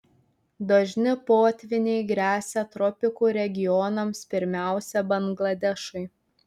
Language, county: Lithuanian, Telšiai